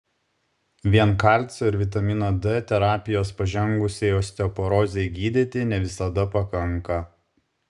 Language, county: Lithuanian, Šiauliai